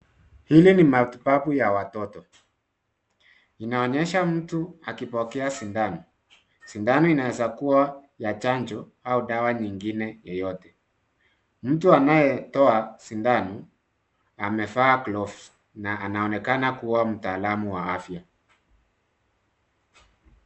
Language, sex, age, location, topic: Swahili, male, 36-49, Nairobi, health